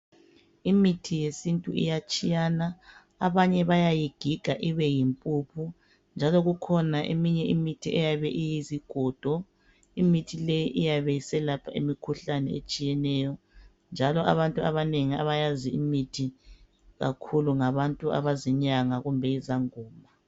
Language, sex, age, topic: North Ndebele, male, 36-49, health